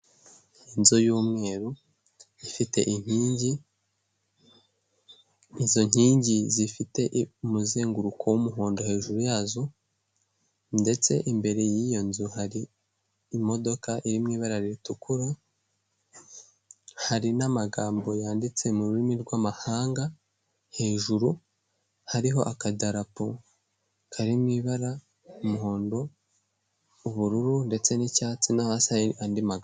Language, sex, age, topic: Kinyarwanda, male, 18-24, finance